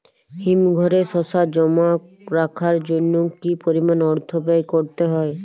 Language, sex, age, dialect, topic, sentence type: Bengali, female, 41-45, Jharkhandi, agriculture, question